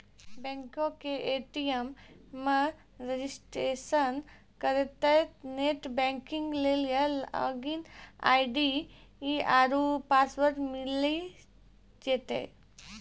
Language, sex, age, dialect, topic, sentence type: Maithili, female, 18-24, Angika, banking, statement